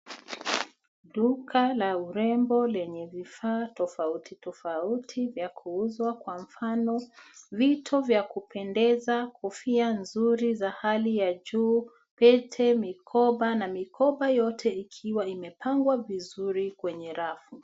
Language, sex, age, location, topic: Swahili, female, 36-49, Nairobi, finance